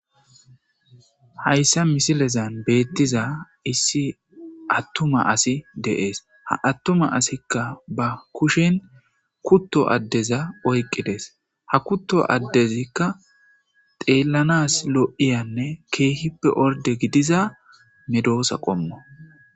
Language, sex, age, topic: Gamo, male, 25-35, agriculture